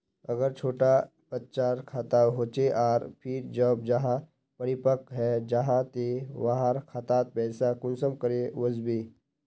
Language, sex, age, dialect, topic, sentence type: Magahi, male, 41-45, Northeastern/Surjapuri, banking, question